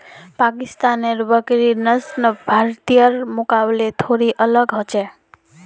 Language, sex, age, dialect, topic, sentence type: Magahi, female, 18-24, Northeastern/Surjapuri, agriculture, statement